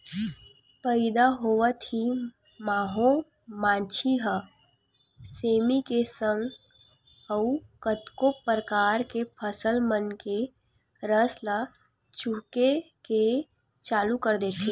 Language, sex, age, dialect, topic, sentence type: Chhattisgarhi, female, 31-35, Western/Budati/Khatahi, agriculture, statement